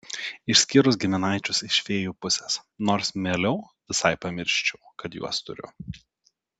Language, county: Lithuanian, Telšiai